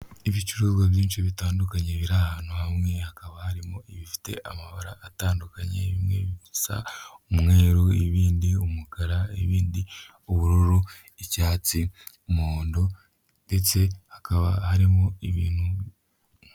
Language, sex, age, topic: Kinyarwanda, male, 25-35, health